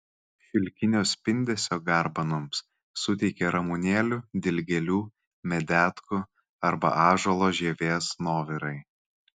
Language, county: Lithuanian, Kaunas